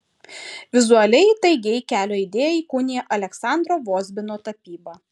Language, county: Lithuanian, Šiauliai